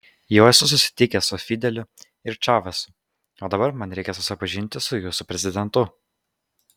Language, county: Lithuanian, Kaunas